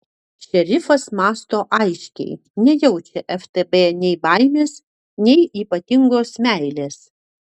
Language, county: Lithuanian, Utena